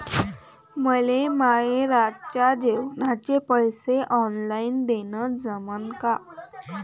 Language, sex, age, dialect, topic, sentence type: Marathi, female, 18-24, Varhadi, banking, question